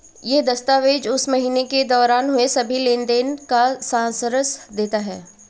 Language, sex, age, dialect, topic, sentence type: Hindi, female, 25-30, Marwari Dhudhari, banking, statement